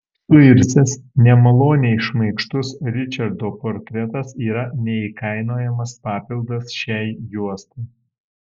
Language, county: Lithuanian, Alytus